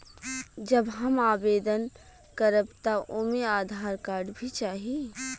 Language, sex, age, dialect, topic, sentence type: Bhojpuri, female, 25-30, Western, banking, question